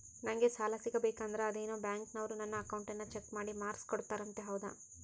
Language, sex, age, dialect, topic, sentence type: Kannada, female, 18-24, Central, banking, question